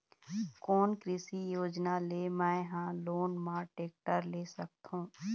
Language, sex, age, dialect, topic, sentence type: Chhattisgarhi, female, 31-35, Eastern, agriculture, question